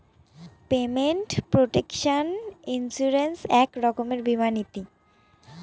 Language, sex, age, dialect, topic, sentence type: Bengali, female, 25-30, Northern/Varendri, banking, statement